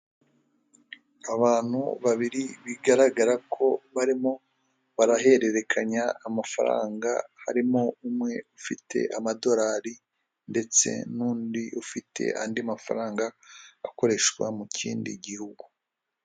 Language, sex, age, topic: Kinyarwanda, male, 25-35, finance